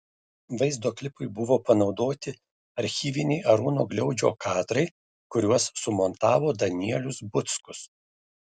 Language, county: Lithuanian, Šiauliai